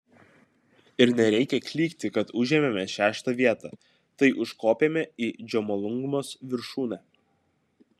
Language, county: Lithuanian, Kaunas